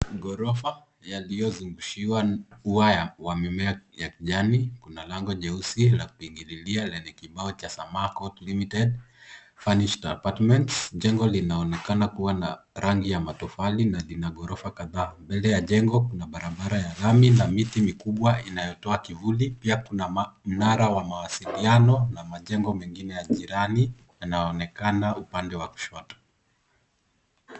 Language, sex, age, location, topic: Swahili, male, 18-24, Nairobi, finance